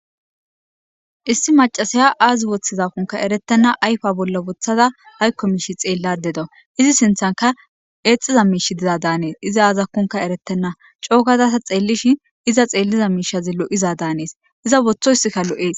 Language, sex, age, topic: Gamo, female, 18-24, government